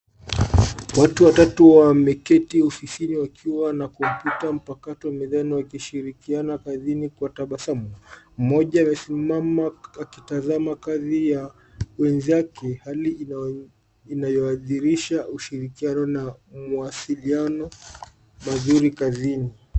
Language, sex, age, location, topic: Swahili, male, 25-35, Nairobi, education